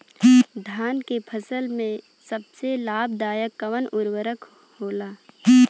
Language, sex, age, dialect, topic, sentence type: Bhojpuri, female, 18-24, Western, agriculture, question